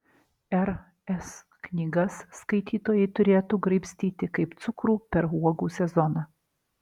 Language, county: Lithuanian, Alytus